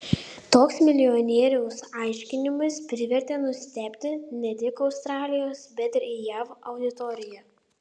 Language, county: Lithuanian, Panevėžys